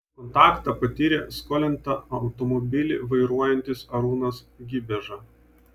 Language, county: Lithuanian, Vilnius